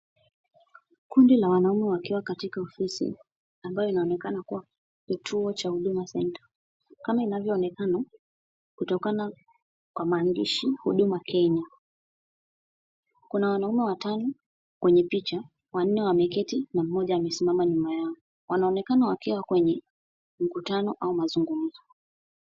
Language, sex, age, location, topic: Swahili, female, 18-24, Kisumu, government